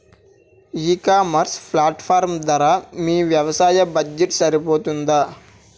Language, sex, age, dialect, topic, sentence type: Telugu, male, 18-24, Utterandhra, agriculture, question